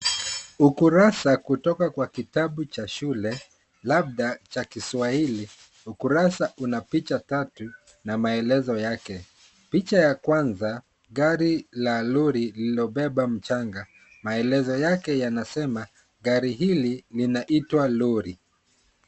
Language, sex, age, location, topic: Swahili, male, 25-35, Kisumu, education